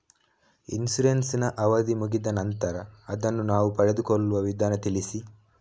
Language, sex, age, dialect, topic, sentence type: Kannada, male, 18-24, Coastal/Dakshin, banking, question